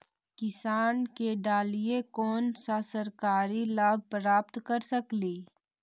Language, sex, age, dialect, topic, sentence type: Magahi, female, 18-24, Central/Standard, agriculture, question